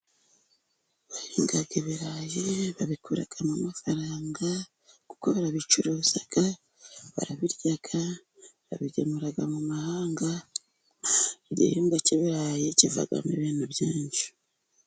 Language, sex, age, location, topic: Kinyarwanda, female, 50+, Musanze, agriculture